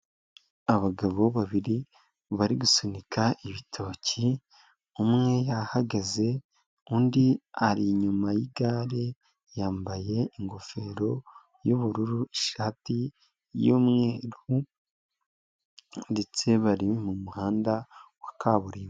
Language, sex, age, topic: Kinyarwanda, male, 25-35, finance